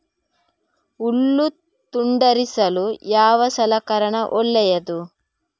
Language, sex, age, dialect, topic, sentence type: Kannada, female, 41-45, Coastal/Dakshin, agriculture, question